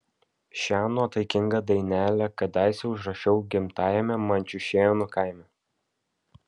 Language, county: Lithuanian, Vilnius